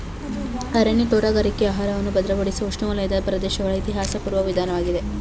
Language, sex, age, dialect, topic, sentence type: Kannada, female, 25-30, Mysore Kannada, agriculture, statement